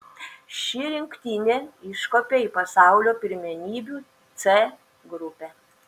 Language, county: Lithuanian, Šiauliai